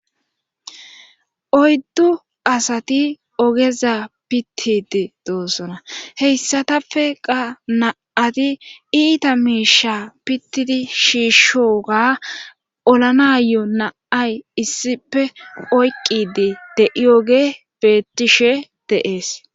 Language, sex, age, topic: Gamo, female, 25-35, government